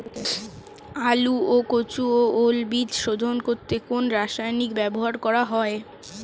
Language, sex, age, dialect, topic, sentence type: Bengali, female, 18-24, Standard Colloquial, agriculture, question